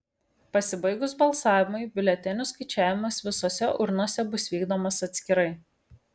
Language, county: Lithuanian, Šiauliai